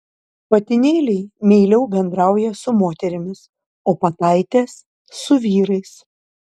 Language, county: Lithuanian, Panevėžys